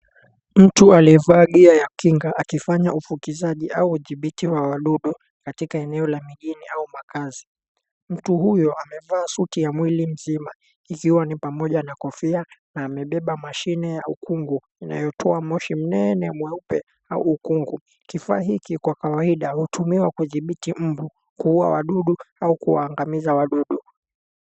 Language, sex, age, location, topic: Swahili, male, 18-24, Mombasa, health